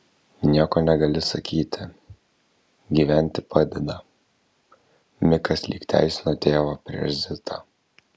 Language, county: Lithuanian, Kaunas